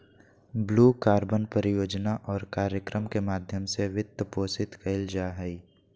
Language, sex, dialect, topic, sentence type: Magahi, male, Southern, banking, statement